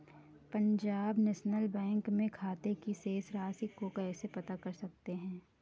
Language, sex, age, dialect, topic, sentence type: Hindi, female, 25-30, Awadhi Bundeli, banking, question